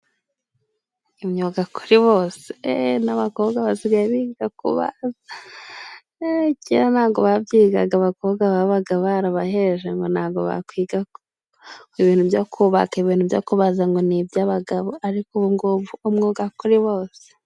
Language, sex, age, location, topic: Kinyarwanda, female, 25-35, Musanze, education